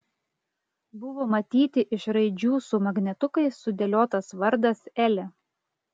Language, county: Lithuanian, Klaipėda